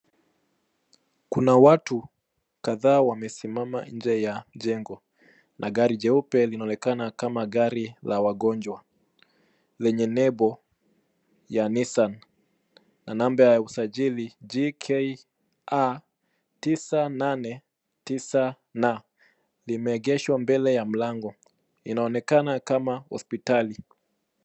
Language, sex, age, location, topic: Swahili, male, 25-35, Nairobi, health